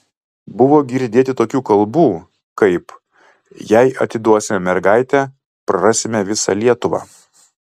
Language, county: Lithuanian, Kaunas